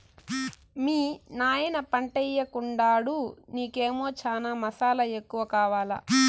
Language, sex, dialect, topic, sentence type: Telugu, female, Southern, agriculture, statement